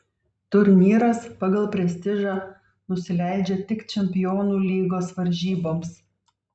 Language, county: Lithuanian, Vilnius